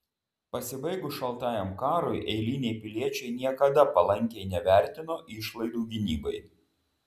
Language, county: Lithuanian, Vilnius